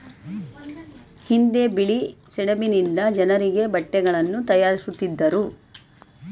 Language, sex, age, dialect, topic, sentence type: Kannada, female, 18-24, Mysore Kannada, agriculture, statement